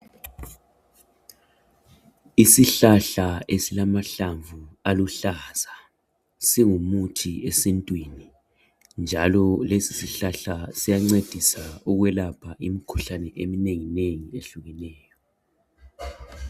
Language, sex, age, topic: North Ndebele, male, 50+, health